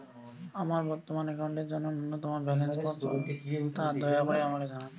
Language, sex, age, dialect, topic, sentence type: Bengali, male, 18-24, Western, banking, statement